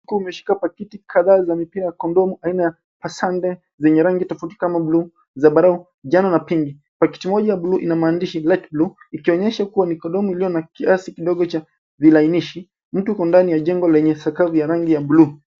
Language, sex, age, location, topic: Swahili, male, 25-35, Nairobi, health